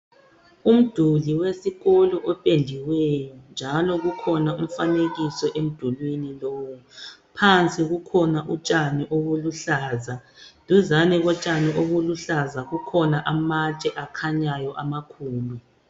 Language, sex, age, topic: North Ndebele, male, 36-49, education